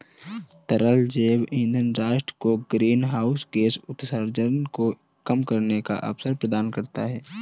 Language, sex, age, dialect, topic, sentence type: Hindi, male, 18-24, Marwari Dhudhari, agriculture, statement